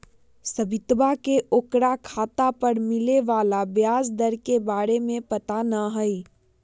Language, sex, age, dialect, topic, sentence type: Magahi, female, 25-30, Western, banking, statement